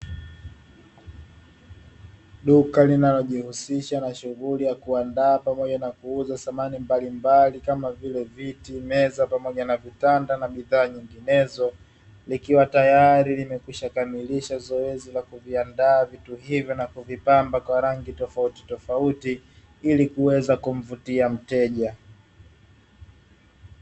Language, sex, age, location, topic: Swahili, male, 25-35, Dar es Salaam, finance